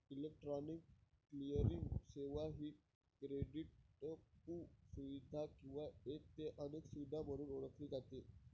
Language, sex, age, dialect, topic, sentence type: Marathi, male, 18-24, Varhadi, banking, statement